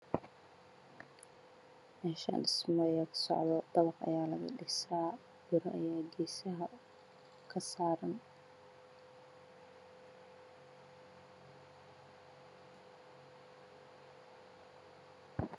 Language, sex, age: Somali, female, 25-35